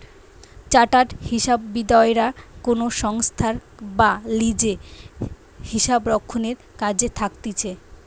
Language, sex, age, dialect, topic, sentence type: Bengali, female, 18-24, Western, banking, statement